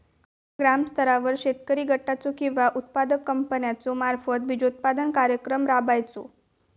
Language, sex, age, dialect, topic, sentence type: Marathi, female, 18-24, Southern Konkan, agriculture, question